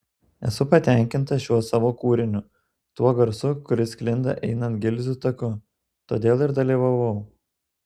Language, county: Lithuanian, Telšiai